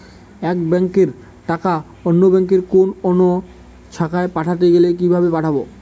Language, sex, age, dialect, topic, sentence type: Bengali, male, 18-24, Northern/Varendri, banking, question